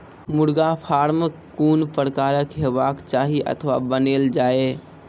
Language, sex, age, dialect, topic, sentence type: Maithili, male, 18-24, Angika, agriculture, question